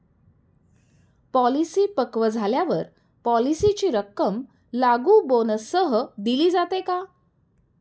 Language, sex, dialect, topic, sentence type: Marathi, female, Standard Marathi, banking, question